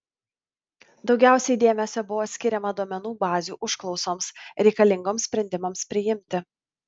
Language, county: Lithuanian, Vilnius